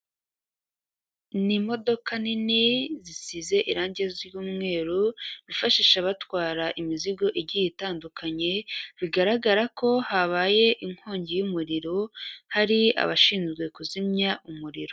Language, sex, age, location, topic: Kinyarwanda, female, 36-49, Kigali, government